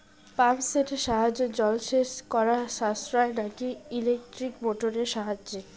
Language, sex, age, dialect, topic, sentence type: Bengali, female, 18-24, Rajbangshi, agriculture, question